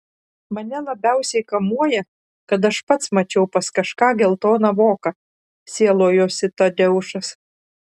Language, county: Lithuanian, Šiauliai